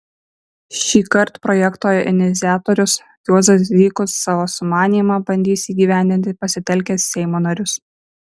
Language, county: Lithuanian, Vilnius